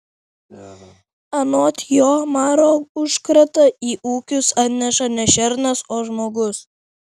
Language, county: Lithuanian, Vilnius